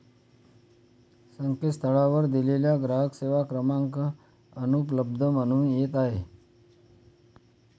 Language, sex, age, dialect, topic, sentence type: Marathi, male, 25-30, Standard Marathi, banking, statement